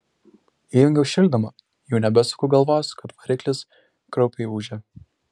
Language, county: Lithuanian, Šiauliai